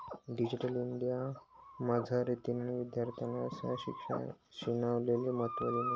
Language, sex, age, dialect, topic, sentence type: Marathi, male, 18-24, Northern Konkan, banking, statement